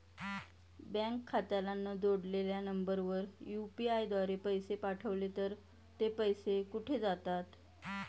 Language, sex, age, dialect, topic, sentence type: Marathi, female, 31-35, Standard Marathi, banking, question